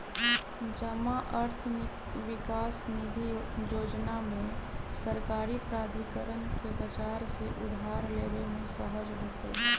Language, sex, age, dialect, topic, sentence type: Magahi, female, 31-35, Western, banking, statement